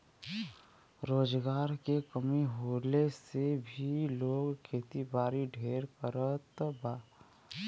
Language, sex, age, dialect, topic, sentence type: Bhojpuri, male, 18-24, Western, agriculture, statement